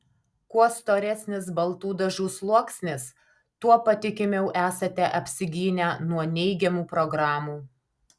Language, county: Lithuanian, Alytus